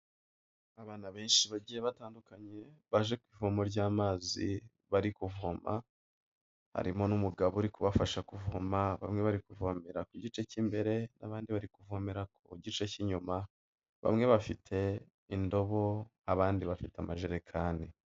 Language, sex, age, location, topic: Kinyarwanda, male, 25-35, Kigali, health